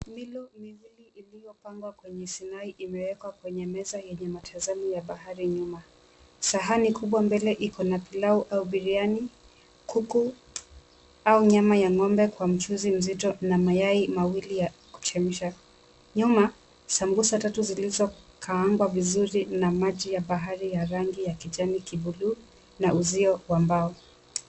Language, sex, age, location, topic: Swahili, female, 25-35, Mombasa, agriculture